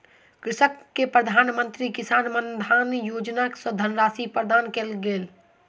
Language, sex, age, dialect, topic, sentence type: Maithili, male, 18-24, Southern/Standard, agriculture, statement